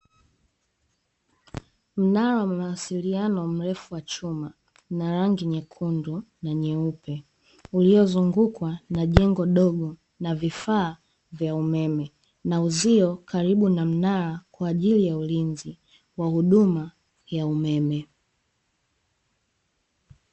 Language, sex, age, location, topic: Swahili, female, 18-24, Dar es Salaam, government